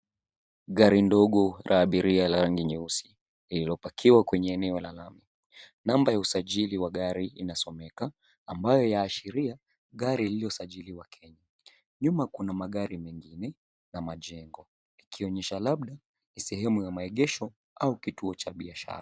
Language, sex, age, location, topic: Swahili, male, 18-24, Nairobi, finance